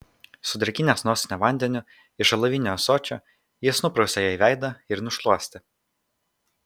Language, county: Lithuanian, Kaunas